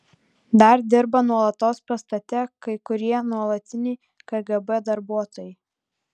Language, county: Lithuanian, Vilnius